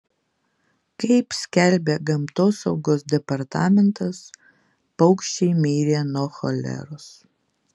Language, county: Lithuanian, Vilnius